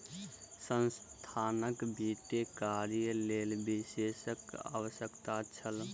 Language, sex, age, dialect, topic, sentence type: Maithili, male, 18-24, Southern/Standard, banking, statement